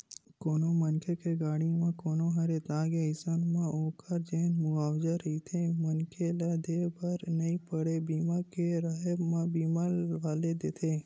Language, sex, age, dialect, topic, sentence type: Chhattisgarhi, male, 18-24, Western/Budati/Khatahi, banking, statement